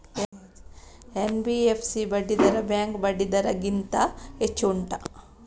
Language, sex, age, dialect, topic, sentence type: Kannada, female, 60-100, Coastal/Dakshin, banking, question